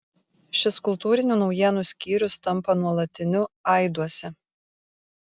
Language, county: Lithuanian, Kaunas